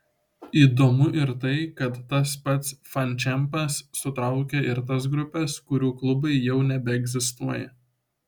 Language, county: Lithuanian, Šiauliai